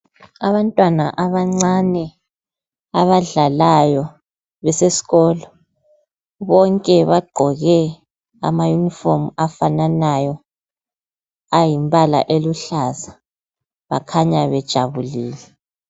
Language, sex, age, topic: North Ndebele, female, 25-35, health